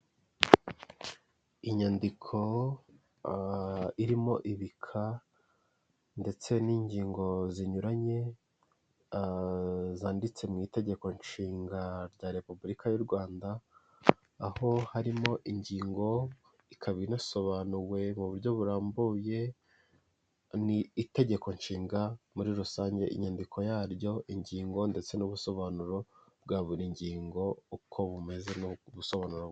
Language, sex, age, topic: Kinyarwanda, male, 18-24, government